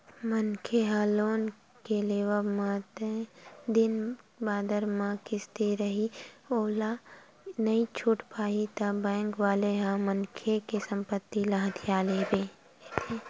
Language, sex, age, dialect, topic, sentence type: Chhattisgarhi, female, 51-55, Western/Budati/Khatahi, banking, statement